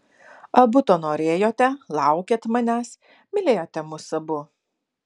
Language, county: Lithuanian, Vilnius